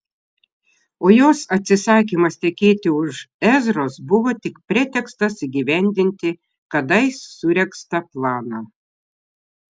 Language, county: Lithuanian, Šiauliai